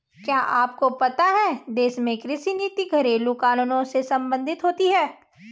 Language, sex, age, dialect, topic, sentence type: Hindi, female, 25-30, Garhwali, agriculture, statement